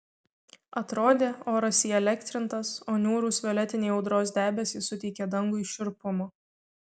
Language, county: Lithuanian, Kaunas